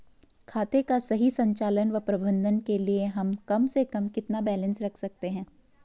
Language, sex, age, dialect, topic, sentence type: Hindi, female, 18-24, Garhwali, banking, question